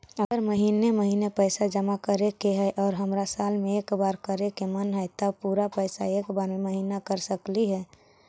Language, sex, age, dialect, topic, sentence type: Magahi, male, 60-100, Central/Standard, banking, question